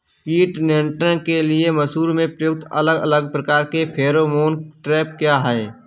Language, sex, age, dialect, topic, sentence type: Hindi, male, 31-35, Awadhi Bundeli, agriculture, question